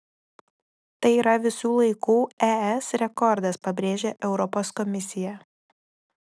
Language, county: Lithuanian, Telšiai